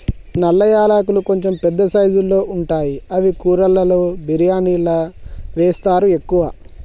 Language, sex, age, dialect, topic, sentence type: Telugu, male, 18-24, Telangana, agriculture, statement